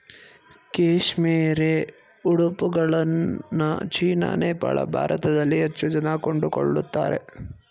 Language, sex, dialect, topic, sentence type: Kannada, male, Mysore Kannada, agriculture, statement